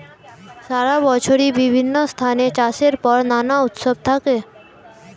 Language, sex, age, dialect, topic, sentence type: Bengali, female, <18, Standard Colloquial, agriculture, statement